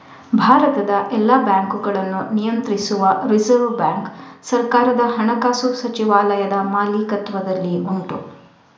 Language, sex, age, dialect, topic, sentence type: Kannada, female, 18-24, Coastal/Dakshin, banking, statement